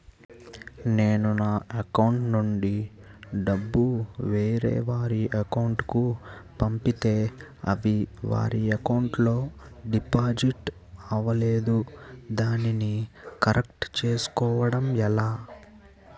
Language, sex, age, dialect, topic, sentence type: Telugu, male, 18-24, Utterandhra, banking, question